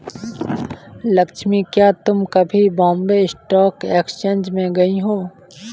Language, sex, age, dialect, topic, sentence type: Hindi, male, 18-24, Kanauji Braj Bhasha, banking, statement